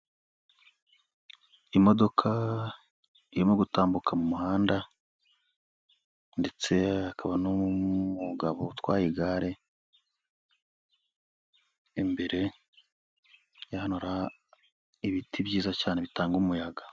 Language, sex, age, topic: Kinyarwanda, male, 25-35, government